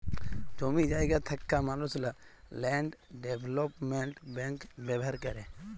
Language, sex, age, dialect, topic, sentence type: Bengali, male, 18-24, Jharkhandi, banking, statement